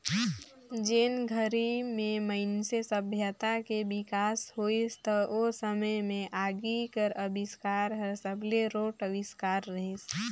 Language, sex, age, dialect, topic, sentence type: Chhattisgarhi, female, 18-24, Northern/Bhandar, agriculture, statement